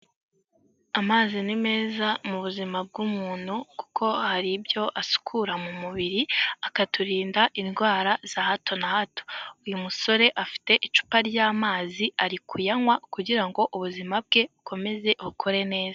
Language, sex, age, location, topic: Kinyarwanda, female, 18-24, Huye, health